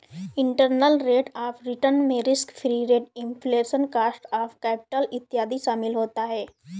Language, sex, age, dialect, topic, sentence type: Hindi, female, 18-24, Awadhi Bundeli, banking, statement